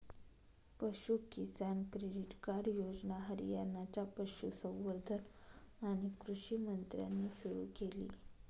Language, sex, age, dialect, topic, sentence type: Marathi, female, 31-35, Northern Konkan, agriculture, statement